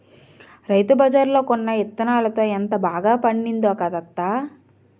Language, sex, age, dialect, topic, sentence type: Telugu, female, 25-30, Utterandhra, agriculture, statement